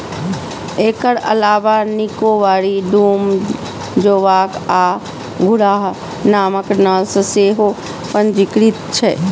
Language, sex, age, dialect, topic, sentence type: Maithili, female, 25-30, Eastern / Thethi, agriculture, statement